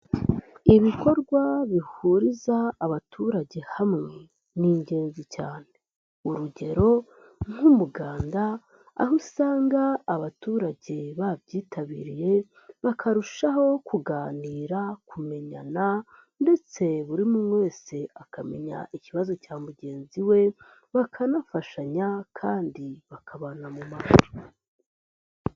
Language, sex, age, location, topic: Kinyarwanda, female, 18-24, Nyagatare, government